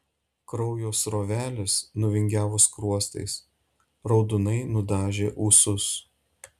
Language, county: Lithuanian, Šiauliai